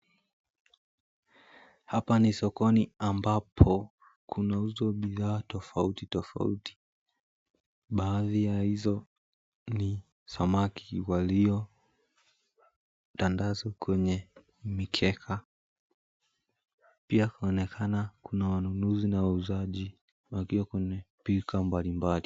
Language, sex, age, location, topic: Swahili, male, 18-24, Mombasa, agriculture